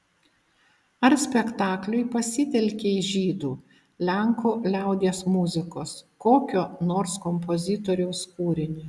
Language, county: Lithuanian, Utena